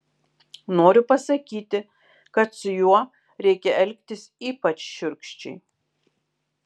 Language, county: Lithuanian, Kaunas